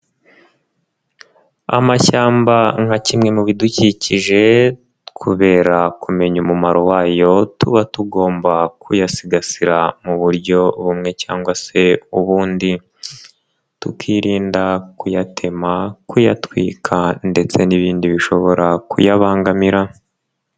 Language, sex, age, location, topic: Kinyarwanda, male, 18-24, Nyagatare, agriculture